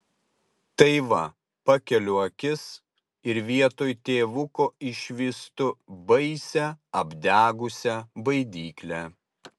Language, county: Lithuanian, Utena